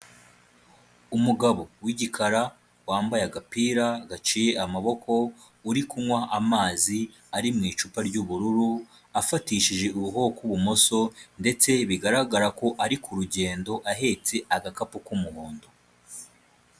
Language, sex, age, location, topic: Kinyarwanda, male, 25-35, Kigali, health